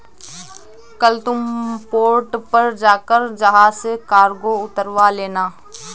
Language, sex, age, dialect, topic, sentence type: Hindi, female, 18-24, Awadhi Bundeli, banking, statement